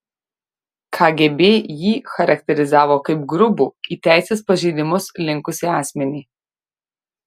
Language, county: Lithuanian, Šiauliai